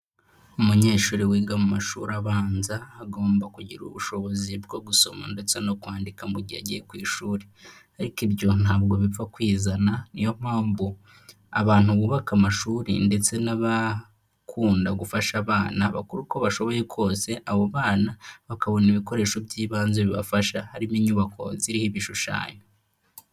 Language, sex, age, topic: Kinyarwanda, male, 18-24, education